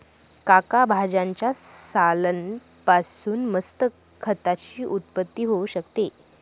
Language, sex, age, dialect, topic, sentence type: Marathi, female, 18-24, Northern Konkan, agriculture, statement